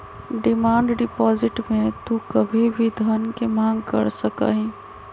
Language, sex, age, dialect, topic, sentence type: Magahi, female, 31-35, Western, banking, statement